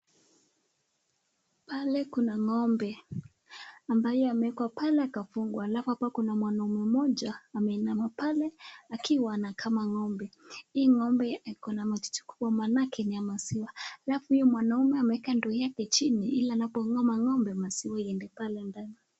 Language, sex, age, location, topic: Swahili, female, 18-24, Nakuru, agriculture